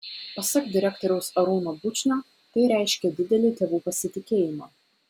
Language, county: Lithuanian, Vilnius